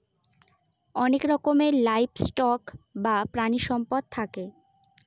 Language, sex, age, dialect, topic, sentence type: Bengali, female, 18-24, Northern/Varendri, agriculture, statement